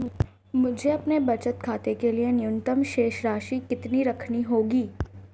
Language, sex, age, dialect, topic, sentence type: Hindi, female, 18-24, Marwari Dhudhari, banking, question